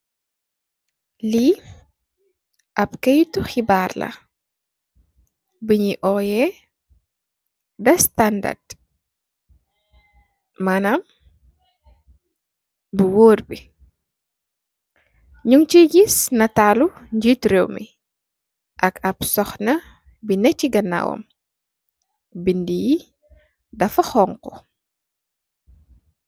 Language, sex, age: Wolof, female, 18-24